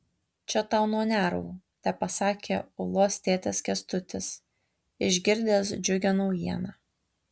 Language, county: Lithuanian, Tauragė